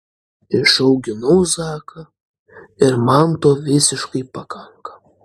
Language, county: Lithuanian, Klaipėda